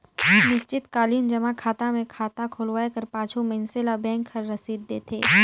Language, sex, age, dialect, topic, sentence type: Chhattisgarhi, female, 18-24, Northern/Bhandar, banking, statement